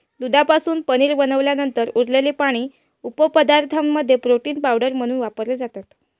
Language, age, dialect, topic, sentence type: Marathi, 25-30, Varhadi, agriculture, statement